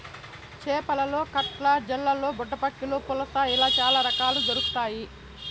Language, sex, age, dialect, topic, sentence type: Telugu, female, 31-35, Southern, agriculture, statement